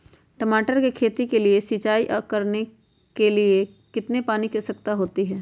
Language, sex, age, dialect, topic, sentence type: Magahi, female, 46-50, Western, agriculture, question